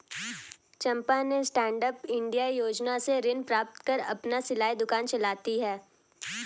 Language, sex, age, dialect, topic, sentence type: Hindi, female, 18-24, Hindustani Malvi Khadi Boli, banking, statement